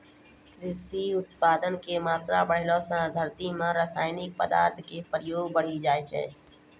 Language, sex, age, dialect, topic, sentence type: Maithili, female, 36-40, Angika, agriculture, statement